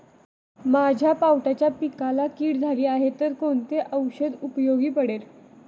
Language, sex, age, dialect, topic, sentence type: Marathi, female, 18-24, Standard Marathi, agriculture, question